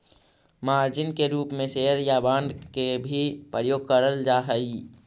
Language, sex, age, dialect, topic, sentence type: Magahi, male, 25-30, Central/Standard, banking, statement